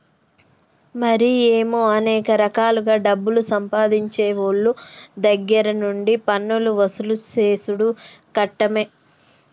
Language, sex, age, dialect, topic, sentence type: Telugu, female, 31-35, Telangana, banking, statement